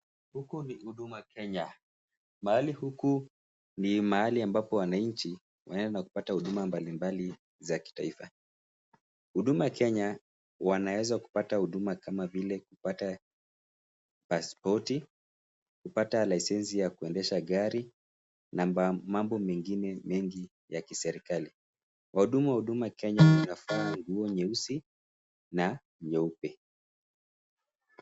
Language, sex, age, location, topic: Swahili, male, 25-35, Nakuru, government